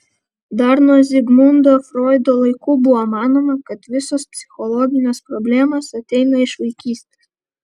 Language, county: Lithuanian, Vilnius